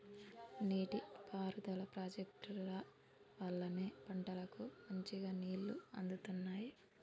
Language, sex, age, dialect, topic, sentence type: Telugu, female, 18-24, Telangana, agriculture, statement